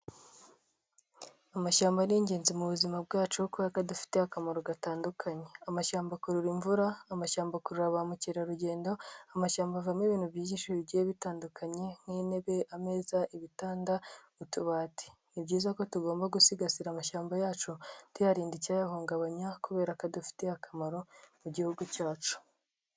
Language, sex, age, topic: Kinyarwanda, female, 18-24, agriculture